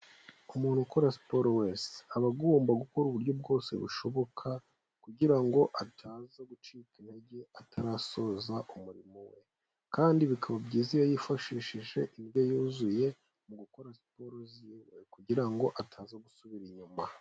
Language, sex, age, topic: Kinyarwanda, female, 18-24, health